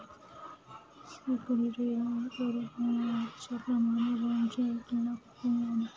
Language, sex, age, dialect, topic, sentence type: Marathi, female, 25-30, Standard Marathi, banking, statement